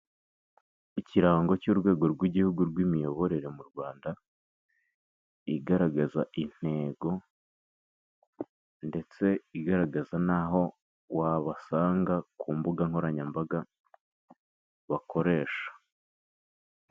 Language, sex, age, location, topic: Kinyarwanda, male, 18-24, Kigali, government